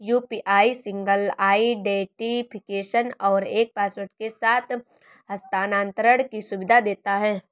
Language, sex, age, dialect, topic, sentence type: Hindi, female, 18-24, Marwari Dhudhari, banking, statement